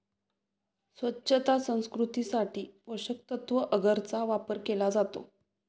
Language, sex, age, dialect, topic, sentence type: Marathi, female, 18-24, Standard Marathi, agriculture, statement